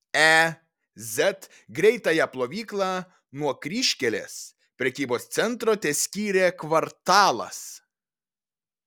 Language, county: Lithuanian, Vilnius